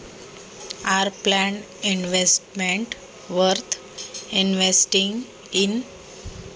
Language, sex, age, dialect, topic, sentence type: Marathi, female, 18-24, Standard Marathi, banking, question